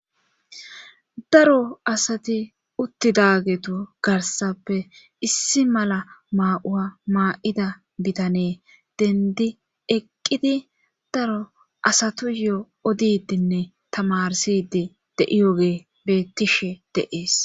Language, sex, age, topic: Gamo, female, 25-35, government